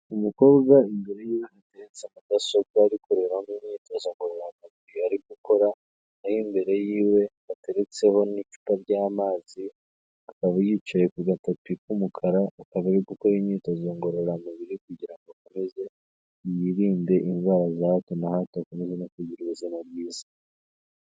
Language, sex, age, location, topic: Kinyarwanda, male, 18-24, Kigali, health